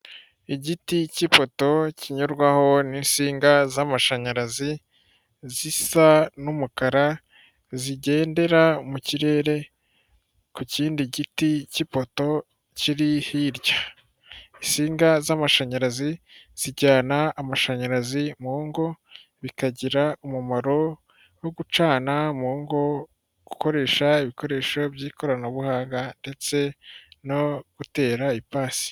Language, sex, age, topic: Kinyarwanda, female, 36-49, government